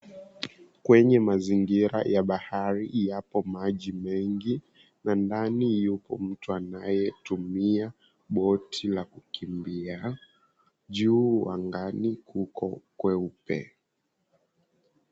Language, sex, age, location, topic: Swahili, male, 18-24, Mombasa, government